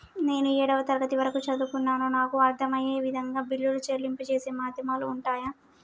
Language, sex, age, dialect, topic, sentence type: Telugu, male, 18-24, Telangana, banking, question